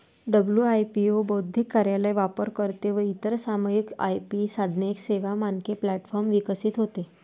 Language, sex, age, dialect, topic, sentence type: Marathi, female, 41-45, Varhadi, banking, statement